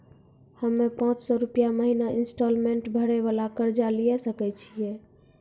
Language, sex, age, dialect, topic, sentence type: Maithili, female, 18-24, Angika, banking, question